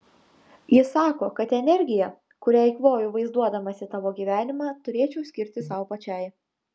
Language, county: Lithuanian, Utena